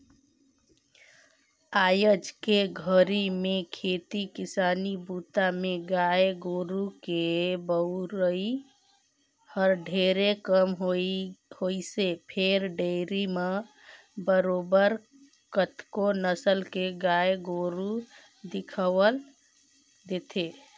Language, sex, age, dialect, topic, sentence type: Chhattisgarhi, female, 25-30, Northern/Bhandar, agriculture, statement